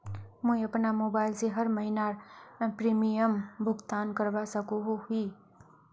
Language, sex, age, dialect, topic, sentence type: Magahi, female, 41-45, Northeastern/Surjapuri, banking, question